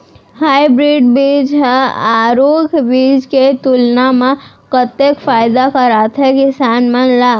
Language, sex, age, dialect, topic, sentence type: Chhattisgarhi, female, 36-40, Central, agriculture, question